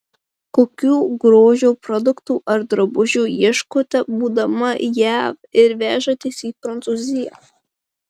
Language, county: Lithuanian, Marijampolė